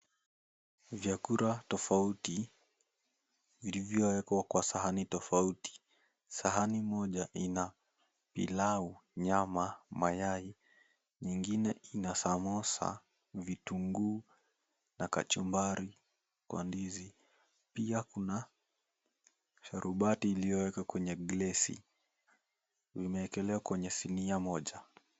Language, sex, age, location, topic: Swahili, male, 18-24, Mombasa, agriculture